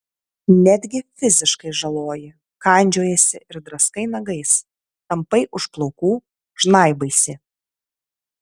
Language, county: Lithuanian, Tauragė